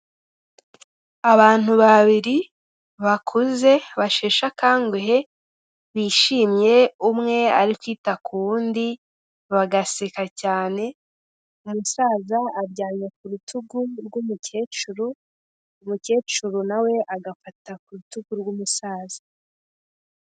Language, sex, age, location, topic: Kinyarwanda, female, 18-24, Kigali, health